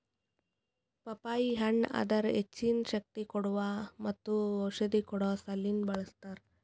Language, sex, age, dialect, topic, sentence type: Kannada, female, 25-30, Northeastern, agriculture, statement